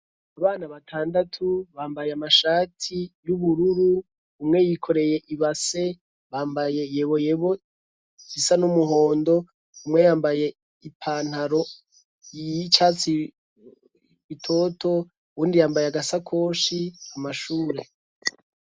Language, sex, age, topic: Rundi, male, 25-35, education